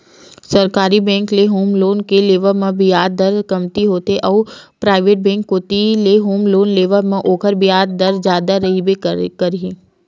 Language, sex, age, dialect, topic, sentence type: Chhattisgarhi, female, 25-30, Western/Budati/Khatahi, banking, statement